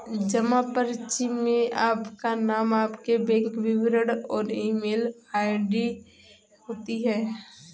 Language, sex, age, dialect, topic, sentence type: Hindi, female, 18-24, Awadhi Bundeli, banking, statement